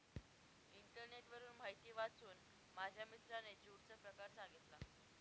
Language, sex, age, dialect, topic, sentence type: Marathi, female, 18-24, Northern Konkan, agriculture, statement